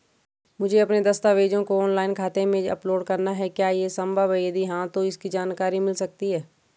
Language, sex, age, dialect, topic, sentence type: Hindi, female, 31-35, Garhwali, banking, question